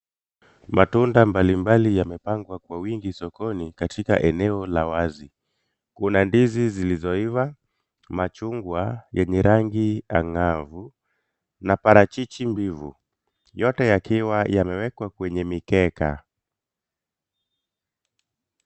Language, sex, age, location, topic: Swahili, male, 25-35, Kisumu, finance